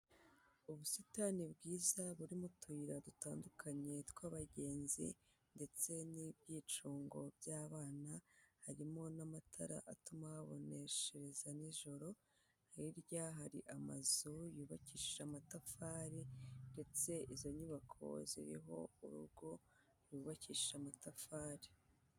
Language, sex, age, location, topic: Kinyarwanda, female, 18-24, Kigali, health